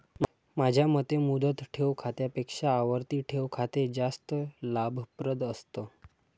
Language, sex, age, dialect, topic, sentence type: Marathi, male, 51-55, Standard Marathi, banking, statement